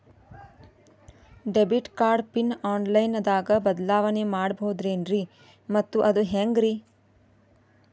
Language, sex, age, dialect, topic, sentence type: Kannada, female, 25-30, Dharwad Kannada, banking, question